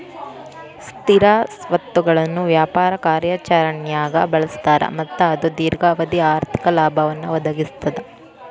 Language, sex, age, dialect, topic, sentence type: Kannada, female, 18-24, Dharwad Kannada, banking, statement